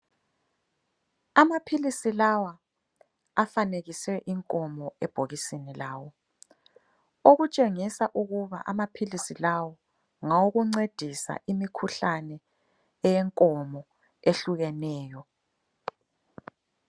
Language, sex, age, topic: North Ndebele, female, 25-35, health